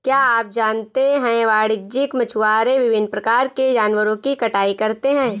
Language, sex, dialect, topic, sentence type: Hindi, female, Marwari Dhudhari, agriculture, statement